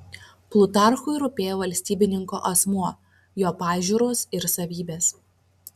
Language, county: Lithuanian, Vilnius